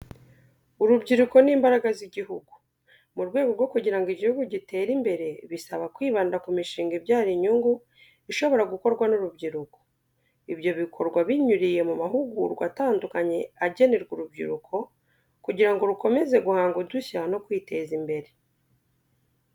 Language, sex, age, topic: Kinyarwanda, female, 25-35, education